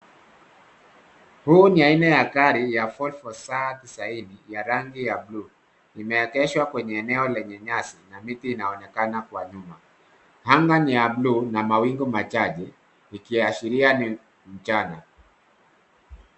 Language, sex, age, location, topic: Swahili, male, 50+, Nairobi, finance